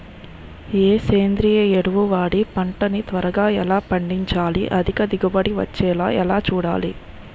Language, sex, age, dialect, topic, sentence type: Telugu, female, 25-30, Utterandhra, agriculture, question